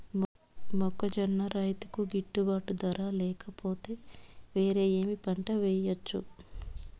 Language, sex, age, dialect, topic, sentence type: Telugu, female, 25-30, Southern, agriculture, question